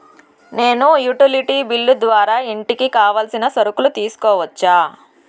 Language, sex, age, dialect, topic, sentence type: Telugu, female, 60-100, Southern, banking, question